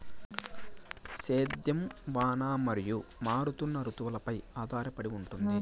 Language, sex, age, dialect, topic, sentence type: Telugu, male, 18-24, Southern, agriculture, statement